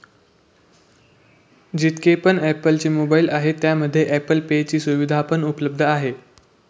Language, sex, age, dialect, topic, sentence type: Marathi, male, 18-24, Northern Konkan, banking, statement